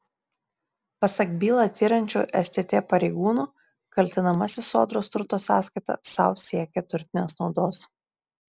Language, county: Lithuanian, Šiauliai